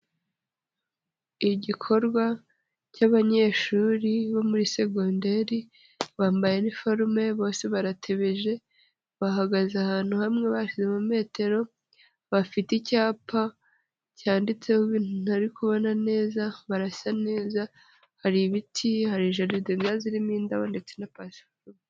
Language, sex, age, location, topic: Kinyarwanda, female, 25-35, Nyagatare, education